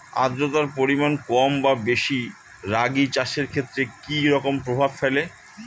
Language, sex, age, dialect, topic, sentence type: Bengali, male, 51-55, Standard Colloquial, agriculture, question